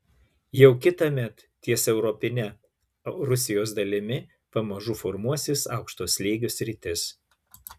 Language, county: Lithuanian, Klaipėda